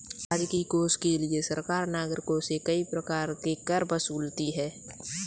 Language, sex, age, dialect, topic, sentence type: Hindi, male, 18-24, Kanauji Braj Bhasha, banking, statement